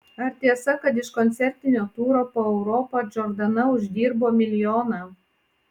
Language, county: Lithuanian, Panevėžys